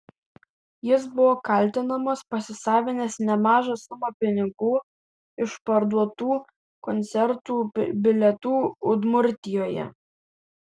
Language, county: Lithuanian, Vilnius